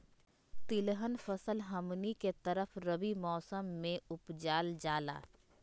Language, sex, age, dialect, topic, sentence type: Magahi, female, 25-30, Southern, agriculture, question